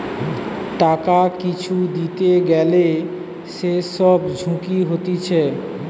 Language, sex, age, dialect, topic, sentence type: Bengali, male, 46-50, Western, banking, statement